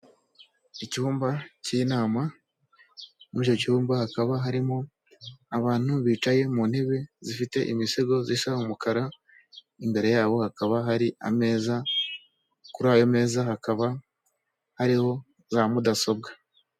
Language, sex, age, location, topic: Kinyarwanda, male, 18-24, Kigali, government